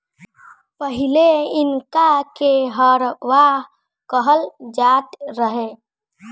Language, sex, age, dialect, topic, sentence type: Bhojpuri, female, 18-24, Southern / Standard, agriculture, statement